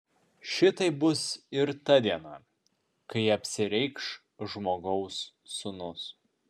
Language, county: Lithuanian, Vilnius